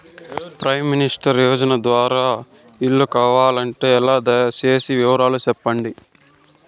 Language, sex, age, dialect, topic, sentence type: Telugu, male, 51-55, Southern, banking, question